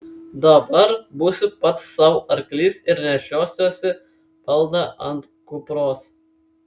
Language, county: Lithuanian, Kaunas